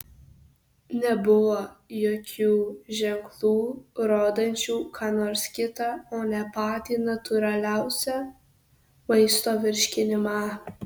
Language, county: Lithuanian, Kaunas